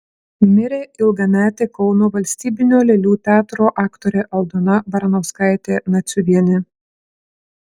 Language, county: Lithuanian, Klaipėda